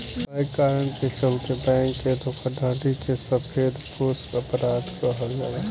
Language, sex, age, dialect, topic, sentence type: Bhojpuri, male, 18-24, Southern / Standard, banking, statement